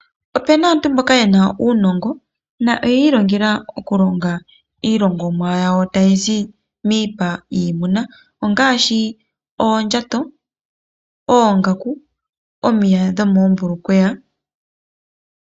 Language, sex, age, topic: Oshiwambo, female, 25-35, finance